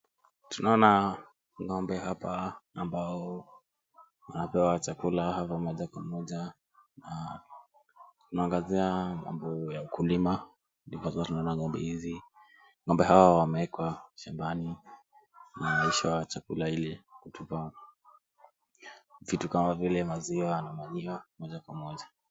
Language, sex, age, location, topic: Swahili, male, 18-24, Kisumu, agriculture